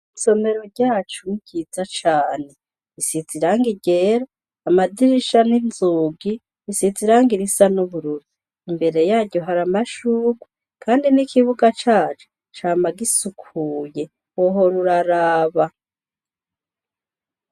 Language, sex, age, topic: Rundi, female, 36-49, education